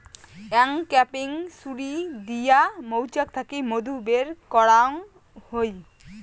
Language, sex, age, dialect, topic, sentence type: Bengali, female, 18-24, Rajbangshi, agriculture, statement